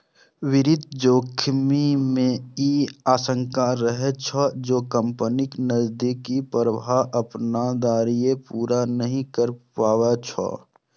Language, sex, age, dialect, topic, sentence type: Maithili, male, 25-30, Eastern / Thethi, banking, statement